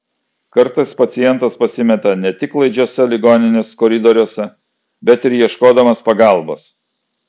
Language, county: Lithuanian, Klaipėda